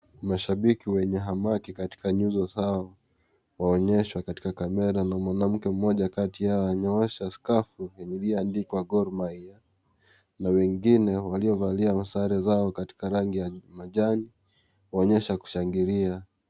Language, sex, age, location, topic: Swahili, male, 25-35, Kisii, government